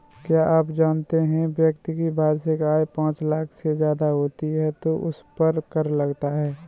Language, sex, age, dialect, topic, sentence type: Hindi, male, 25-30, Kanauji Braj Bhasha, banking, statement